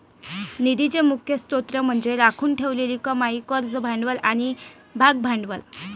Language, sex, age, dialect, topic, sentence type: Marathi, female, 25-30, Varhadi, banking, statement